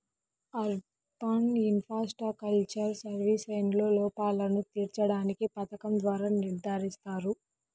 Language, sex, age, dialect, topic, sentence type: Telugu, female, 18-24, Central/Coastal, banking, statement